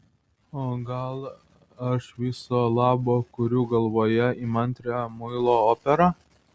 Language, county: Lithuanian, Vilnius